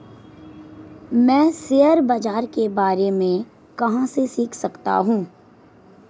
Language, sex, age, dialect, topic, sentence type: Hindi, female, 18-24, Marwari Dhudhari, banking, question